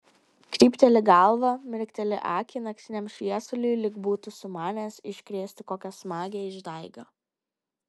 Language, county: Lithuanian, Kaunas